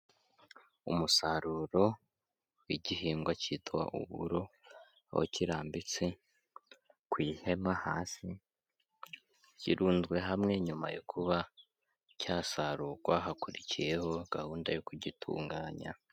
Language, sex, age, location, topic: Kinyarwanda, female, 18-24, Kigali, agriculture